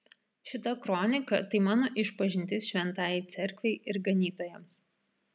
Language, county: Lithuanian, Vilnius